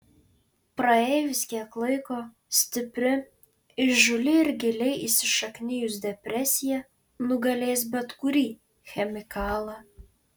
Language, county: Lithuanian, Panevėžys